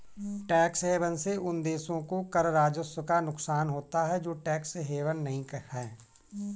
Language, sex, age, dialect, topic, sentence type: Hindi, male, 41-45, Kanauji Braj Bhasha, banking, statement